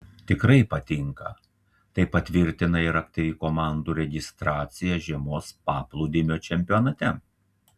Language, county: Lithuanian, Telšiai